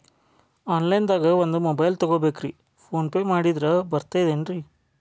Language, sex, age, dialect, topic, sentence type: Kannada, male, 25-30, Dharwad Kannada, banking, question